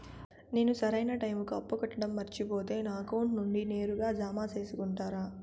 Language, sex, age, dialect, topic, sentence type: Telugu, female, 18-24, Southern, banking, question